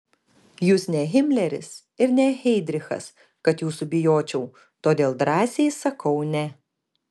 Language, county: Lithuanian, Kaunas